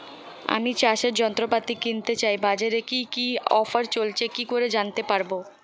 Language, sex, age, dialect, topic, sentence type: Bengali, female, 18-24, Standard Colloquial, agriculture, question